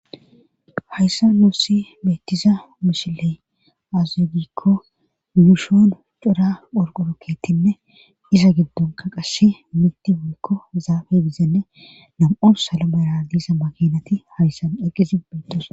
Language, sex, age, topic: Gamo, female, 36-49, government